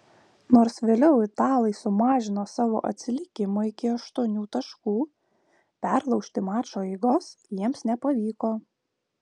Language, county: Lithuanian, Vilnius